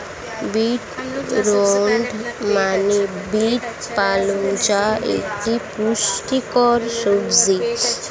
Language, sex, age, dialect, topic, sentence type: Bengali, female, 60-100, Standard Colloquial, agriculture, statement